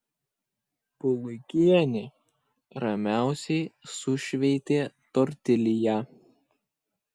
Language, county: Lithuanian, Kaunas